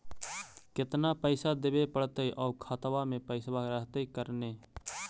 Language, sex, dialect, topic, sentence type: Magahi, male, Central/Standard, banking, question